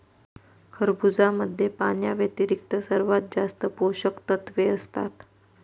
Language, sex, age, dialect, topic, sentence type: Marathi, female, 31-35, Northern Konkan, agriculture, statement